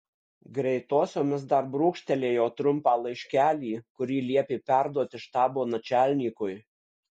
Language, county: Lithuanian, Kaunas